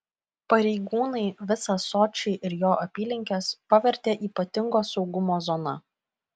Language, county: Lithuanian, Kaunas